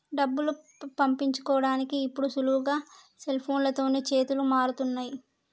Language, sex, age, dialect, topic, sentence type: Telugu, male, 18-24, Telangana, banking, statement